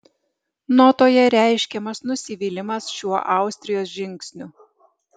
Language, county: Lithuanian, Alytus